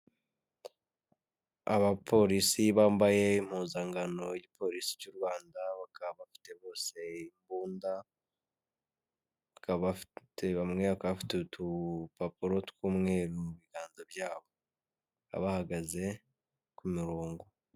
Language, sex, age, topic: Kinyarwanda, male, 18-24, government